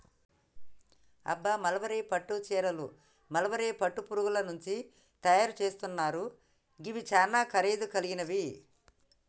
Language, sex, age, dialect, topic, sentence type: Telugu, female, 25-30, Telangana, agriculture, statement